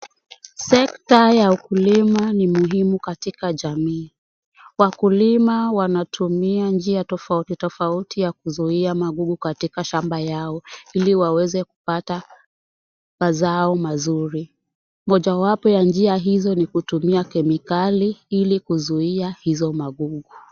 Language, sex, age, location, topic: Swahili, female, 18-24, Kisumu, health